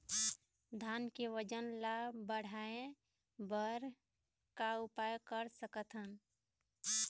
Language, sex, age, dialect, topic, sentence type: Chhattisgarhi, female, 56-60, Eastern, agriculture, question